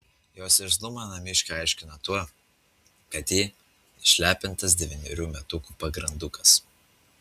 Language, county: Lithuanian, Utena